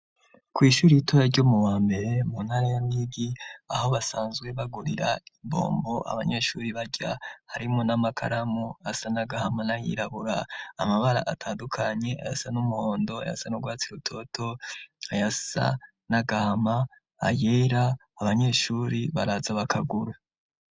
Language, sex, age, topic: Rundi, male, 25-35, education